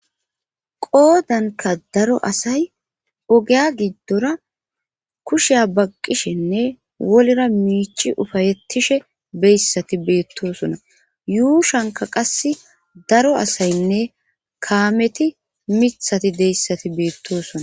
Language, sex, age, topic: Gamo, female, 36-49, government